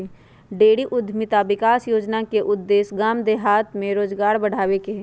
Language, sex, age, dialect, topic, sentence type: Magahi, female, 46-50, Western, agriculture, statement